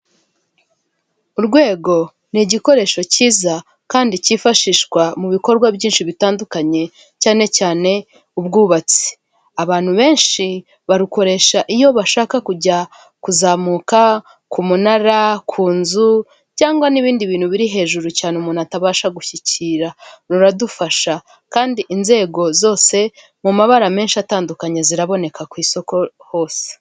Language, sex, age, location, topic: Kinyarwanda, female, 25-35, Kigali, government